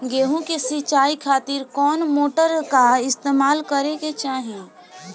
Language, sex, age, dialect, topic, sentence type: Bhojpuri, female, <18, Southern / Standard, agriculture, question